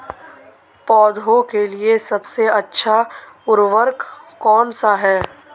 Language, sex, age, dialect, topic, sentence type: Hindi, male, 18-24, Marwari Dhudhari, agriculture, question